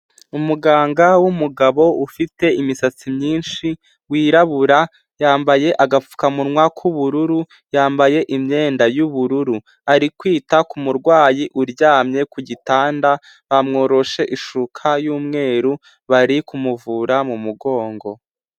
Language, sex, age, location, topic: Kinyarwanda, male, 18-24, Huye, health